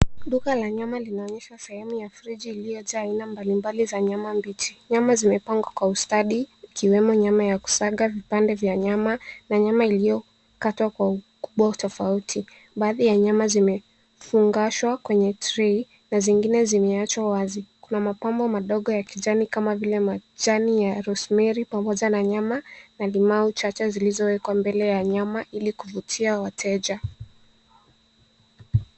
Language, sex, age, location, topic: Swahili, female, 18-24, Nairobi, finance